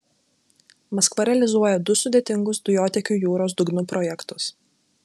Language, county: Lithuanian, Klaipėda